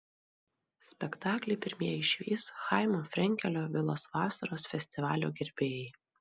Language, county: Lithuanian, Marijampolė